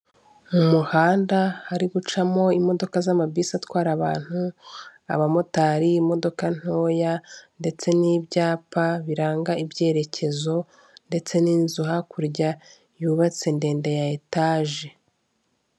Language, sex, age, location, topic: Kinyarwanda, female, 25-35, Kigali, government